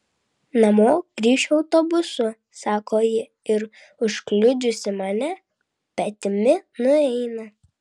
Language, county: Lithuanian, Vilnius